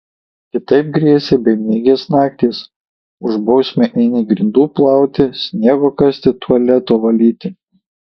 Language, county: Lithuanian, Kaunas